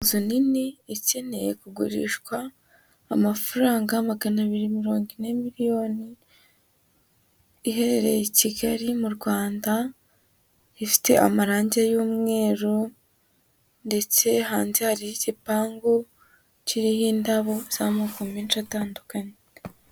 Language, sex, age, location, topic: Kinyarwanda, female, 18-24, Huye, finance